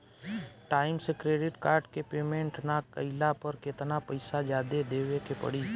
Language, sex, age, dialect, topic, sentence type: Bhojpuri, male, 18-24, Southern / Standard, banking, question